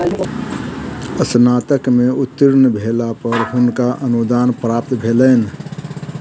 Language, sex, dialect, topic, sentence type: Maithili, male, Southern/Standard, banking, statement